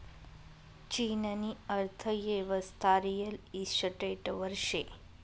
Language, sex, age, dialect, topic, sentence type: Marathi, female, 25-30, Northern Konkan, banking, statement